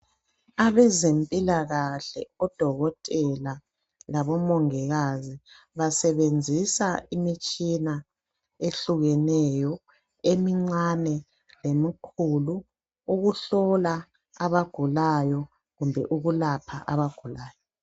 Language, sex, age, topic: North Ndebele, male, 50+, health